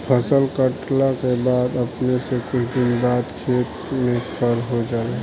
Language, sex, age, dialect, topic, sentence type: Bhojpuri, male, 18-24, Southern / Standard, agriculture, statement